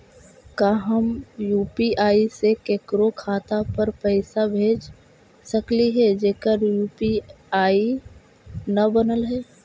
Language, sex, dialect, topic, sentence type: Magahi, female, Central/Standard, banking, question